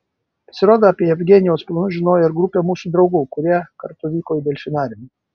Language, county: Lithuanian, Vilnius